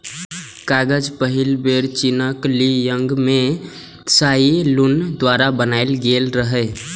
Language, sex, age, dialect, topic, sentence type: Maithili, male, 18-24, Eastern / Thethi, agriculture, statement